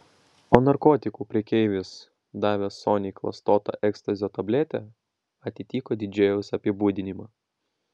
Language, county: Lithuanian, Vilnius